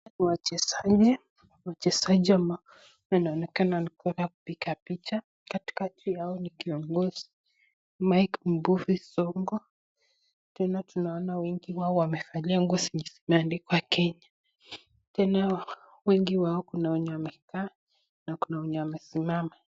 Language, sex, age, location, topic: Swahili, female, 18-24, Nakuru, education